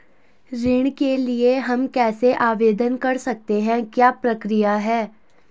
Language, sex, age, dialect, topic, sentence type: Hindi, female, 18-24, Garhwali, banking, question